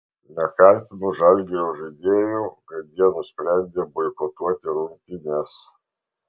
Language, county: Lithuanian, Vilnius